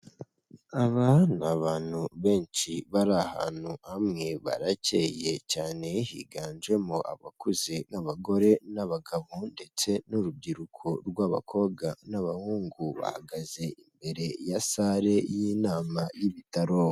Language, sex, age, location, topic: Kinyarwanda, male, 18-24, Kigali, health